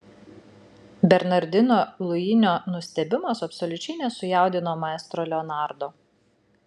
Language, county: Lithuanian, Šiauliai